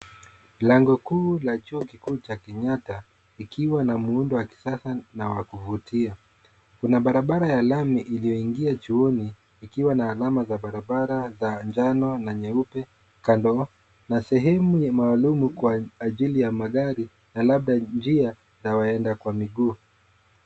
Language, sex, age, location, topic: Swahili, male, 25-35, Nairobi, education